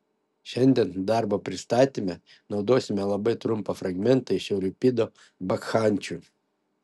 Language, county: Lithuanian, Šiauliai